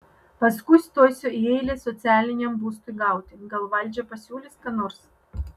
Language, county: Lithuanian, Vilnius